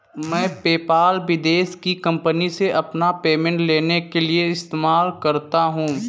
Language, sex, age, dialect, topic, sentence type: Hindi, male, 18-24, Kanauji Braj Bhasha, banking, statement